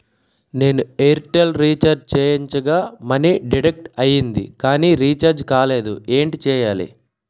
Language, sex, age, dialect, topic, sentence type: Telugu, male, 18-24, Utterandhra, banking, question